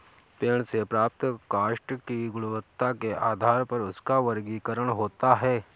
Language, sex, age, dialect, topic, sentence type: Hindi, male, 18-24, Awadhi Bundeli, agriculture, statement